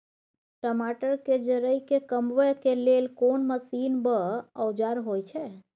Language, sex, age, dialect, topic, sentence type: Maithili, female, 25-30, Bajjika, agriculture, question